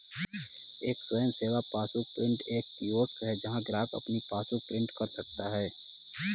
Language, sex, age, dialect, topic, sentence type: Hindi, male, 18-24, Kanauji Braj Bhasha, banking, statement